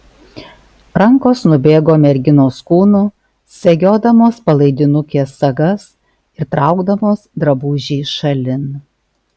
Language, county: Lithuanian, Alytus